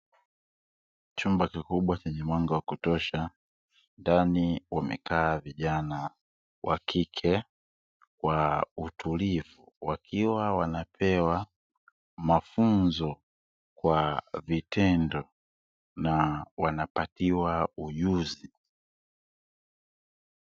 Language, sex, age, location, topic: Swahili, male, 25-35, Dar es Salaam, education